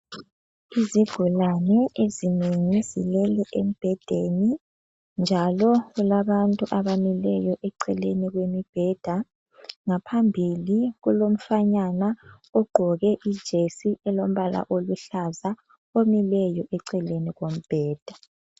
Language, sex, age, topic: North Ndebele, female, 18-24, health